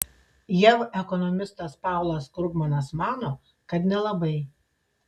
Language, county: Lithuanian, Šiauliai